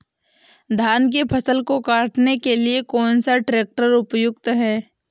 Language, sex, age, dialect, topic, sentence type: Hindi, female, 25-30, Awadhi Bundeli, agriculture, question